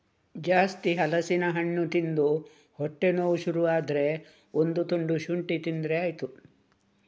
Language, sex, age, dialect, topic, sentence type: Kannada, female, 36-40, Coastal/Dakshin, agriculture, statement